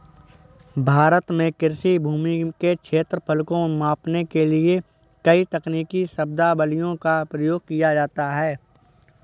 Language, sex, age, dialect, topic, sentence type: Hindi, male, 18-24, Awadhi Bundeli, agriculture, statement